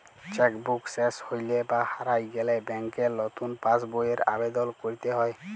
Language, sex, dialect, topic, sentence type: Bengali, male, Jharkhandi, banking, statement